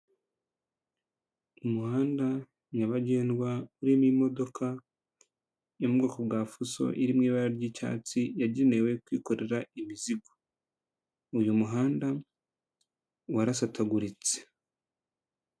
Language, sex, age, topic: Kinyarwanda, male, 18-24, government